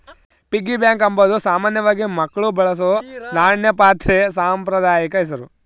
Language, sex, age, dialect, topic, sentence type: Kannada, male, 25-30, Central, banking, statement